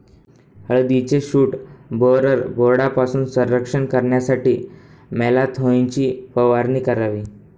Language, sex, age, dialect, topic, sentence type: Marathi, male, 18-24, Northern Konkan, agriculture, statement